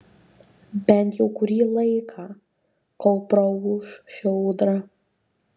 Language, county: Lithuanian, Šiauliai